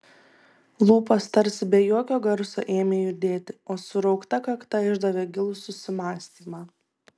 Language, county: Lithuanian, Tauragė